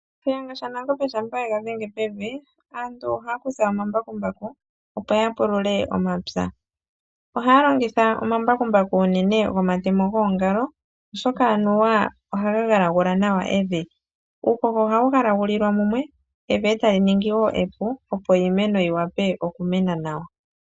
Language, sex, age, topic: Oshiwambo, female, 25-35, agriculture